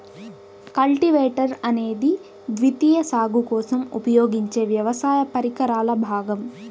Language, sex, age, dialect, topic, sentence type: Telugu, female, 18-24, Central/Coastal, agriculture, statement